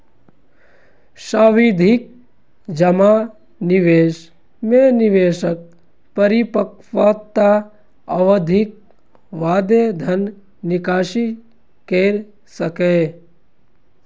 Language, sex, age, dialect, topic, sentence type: Maithili, male, 56-60, Eastern / Thethi, banking, statement